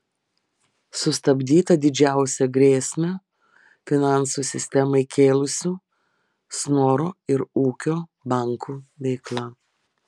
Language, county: Lithuanian, Vilnius